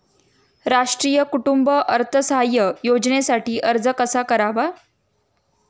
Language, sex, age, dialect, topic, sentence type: Marathi, female, 31-35, Standard Marathi, banking, question